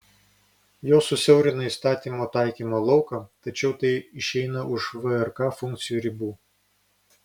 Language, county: Lithuanian, Vilnius